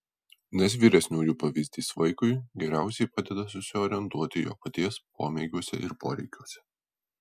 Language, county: Lithuanian, Alytus